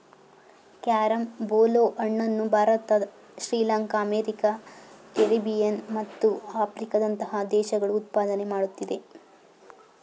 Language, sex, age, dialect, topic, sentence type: Kannada, female, 41-45, Mysore Kannada, agriculture, statement